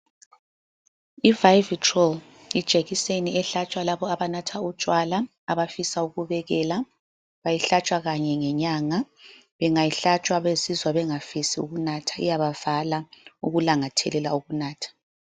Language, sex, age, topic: North Ndebele, female, 36-49, health